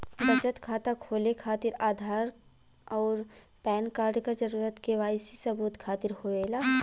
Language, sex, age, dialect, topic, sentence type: Bhojpuri, female, 18-24, Western, banking, statement